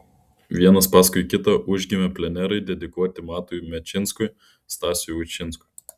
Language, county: Lithuanian, Klaipėda